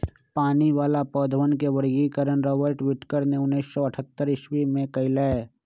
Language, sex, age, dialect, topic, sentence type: Magahi, male, 25-30, Western, agriculture, statement